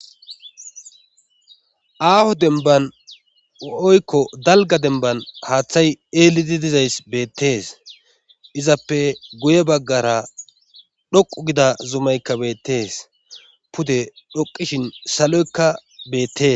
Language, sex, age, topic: Gamo, male, 25-35, government